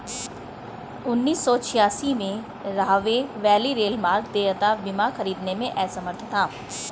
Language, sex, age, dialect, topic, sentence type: Hindi, female, 41-45, Hindustani Malvi Khadi Boli, banking, statement